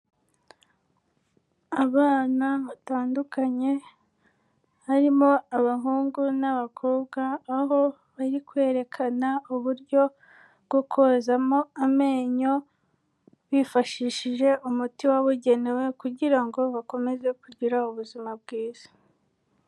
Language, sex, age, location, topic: Kinyarwanda, female, 18-24, Kigali, health